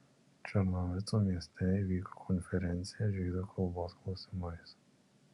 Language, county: Lithuanian, Alytus